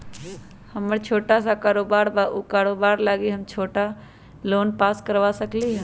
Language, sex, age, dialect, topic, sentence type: Magahi, male, 18-24, Western, banking, question